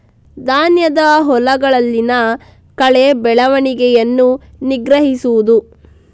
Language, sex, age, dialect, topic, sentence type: Kannada, female, 60-100, Coastal/Dakshin, agriculture, statement